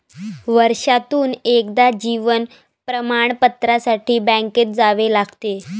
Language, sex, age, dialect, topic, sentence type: Marathi, female, 18-24, Varhadi, banking, statement